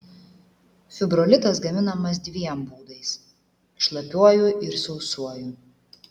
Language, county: Lithuanian, Klaipėda